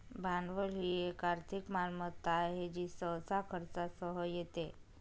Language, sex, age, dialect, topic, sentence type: Marathi, female, 18-24, Northern Konkan, banking, statement